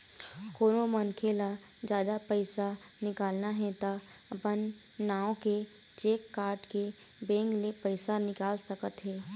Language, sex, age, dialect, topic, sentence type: Chhattisgarhi, female, 18-24, Eastern, banking, statement